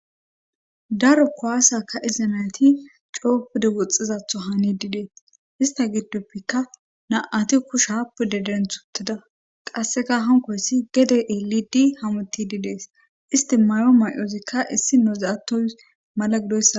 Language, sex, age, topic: Gamo, female, 18-24, government